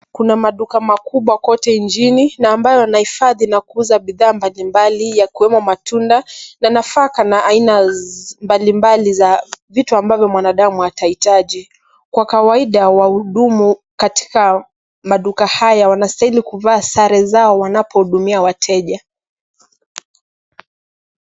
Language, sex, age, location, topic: Swahili, female, 18-24, Nairobi, finance